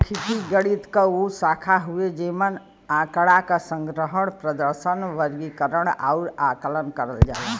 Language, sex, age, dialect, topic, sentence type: Bhojpuri, female, 25-30, Western, banking, statement